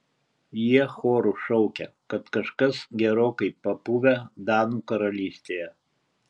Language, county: Lithuanian, Kaunas